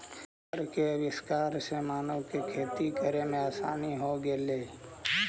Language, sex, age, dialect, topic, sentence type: Magahi, male, 36-40, Central/Standard, banking, statement